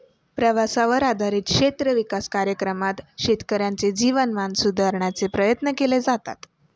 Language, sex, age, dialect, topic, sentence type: Marathi, female, 18-24, Standard Marathi, agriculture, statement